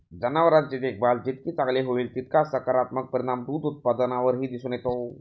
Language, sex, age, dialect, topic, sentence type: Marathi, male, 36-40, Standard Marathi, agriculture, statement